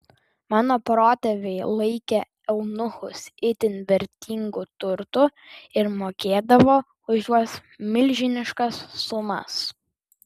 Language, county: Lithuanian, Vilnius